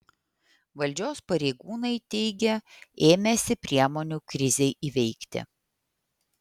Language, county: Lithuanian, Vilnius